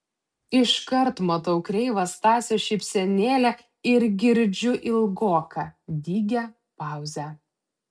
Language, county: Lithuanian, Utena